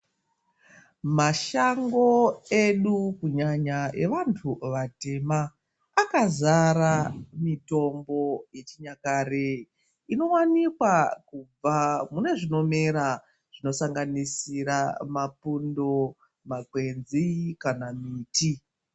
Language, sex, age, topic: Ndau, female, 36-49, health